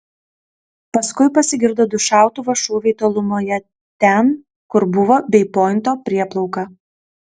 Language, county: Lithuanian, Kaunas